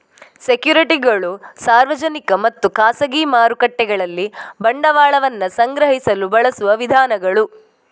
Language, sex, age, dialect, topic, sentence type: Kannada, female, 18-24, Coastal/Dakshin, banking, statement